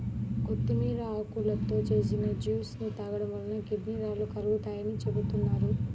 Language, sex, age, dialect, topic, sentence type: Telugu, female, 18-24, Central/Coastal, agriculture, statement